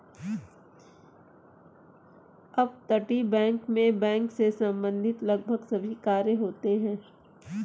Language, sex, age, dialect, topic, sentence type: Hindi, female, 25-30, Kanauji Braj Bhasha, banking, statement